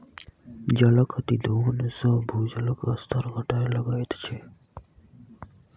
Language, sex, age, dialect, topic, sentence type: Maithili, male, 18-24, Southern/Standard, agriculture, statement